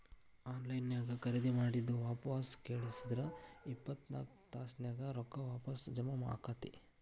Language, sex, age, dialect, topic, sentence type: Kannada, male, 41-45, Dharwad Kannada, banking, statement